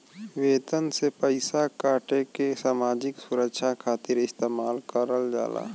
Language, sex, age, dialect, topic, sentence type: Bhojpuri, male, 18-24, Western, banking, statement